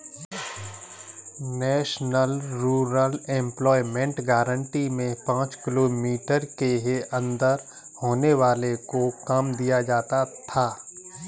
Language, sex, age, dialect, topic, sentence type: Hindi, male, 31-35, Kanauji Braj Bhasha, banking, statement